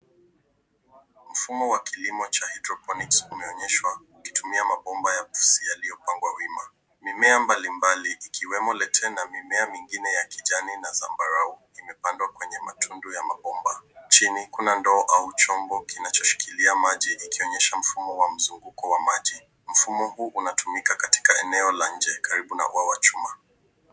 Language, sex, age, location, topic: Swahili, male, 18-24, Nairobi, agriculture